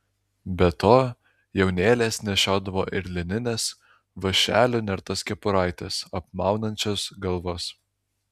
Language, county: Lithuanian, Alytus